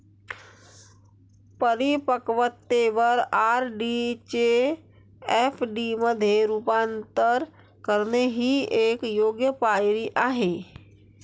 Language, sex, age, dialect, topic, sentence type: Marathi, female, 41-45, Varhadi, banking, statement